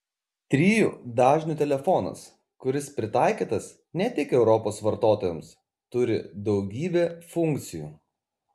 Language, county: Lithuanian, Kaunas